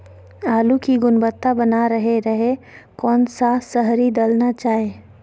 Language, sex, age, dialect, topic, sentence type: Magahi, female, 25-30, Southern, agriculture, question